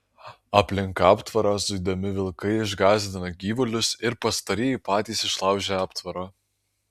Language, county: Lithuanian, Alytus